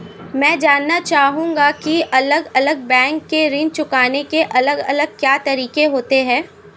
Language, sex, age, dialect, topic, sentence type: Hindi, female, 18-24, Marwari Dhudhari, banking, question